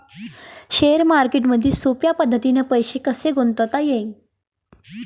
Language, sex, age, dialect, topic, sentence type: Marathi, female, 31-35, Varhadi, banking, question